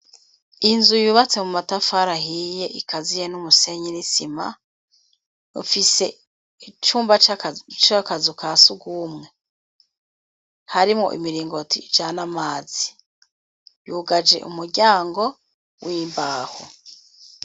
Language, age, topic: Rundi, 36-49, education